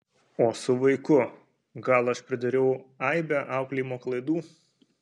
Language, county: Lithuanian, Kaunas